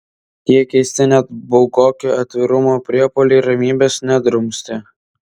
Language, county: Lithuanian, Vilnius